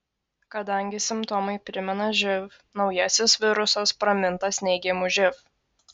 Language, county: Lithuanian, Kaunas